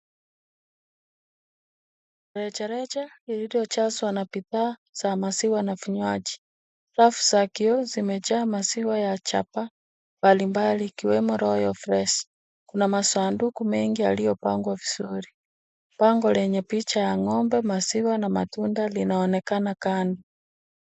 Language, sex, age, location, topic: Swahili, female, 50+, Kisumu, finance